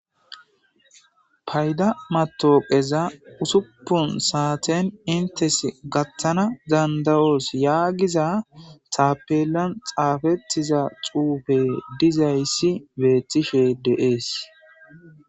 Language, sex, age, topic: Gamo, male, 25-35, government